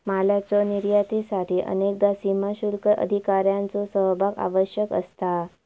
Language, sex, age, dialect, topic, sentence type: Marathi, female, 25-30, Southern Konkan, banking, statement